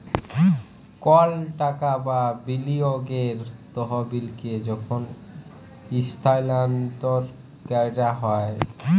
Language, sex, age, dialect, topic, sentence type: Bengali, male, 18-24, Jharkhandi, banking, statement